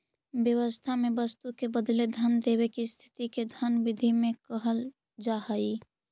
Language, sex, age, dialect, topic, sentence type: Magahi, female, 41-45, Central/Standard, banking, statement